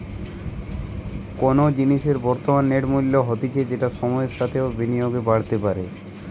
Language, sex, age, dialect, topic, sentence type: Bengali, male, 18-24, Western, banking, statement